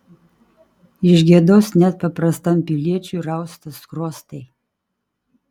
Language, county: Lithuanian, Kaunas